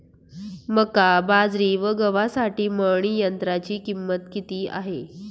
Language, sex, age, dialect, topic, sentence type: Marathi, female, 46-50, Northern Konkan, agriculture, question